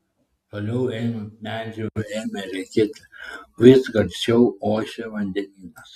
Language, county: Lithuanian, Klaipėda